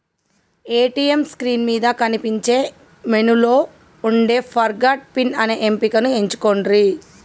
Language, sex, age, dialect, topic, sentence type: Telugu, male, 18-24, Telangana, banking, statement